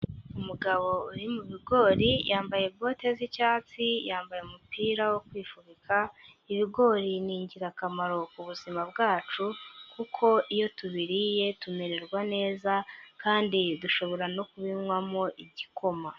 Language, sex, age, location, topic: Kinyarwanda, female, 25-35, Huye, agriculture